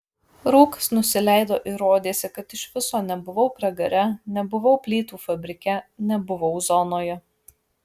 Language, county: Lithuanian, Kaunas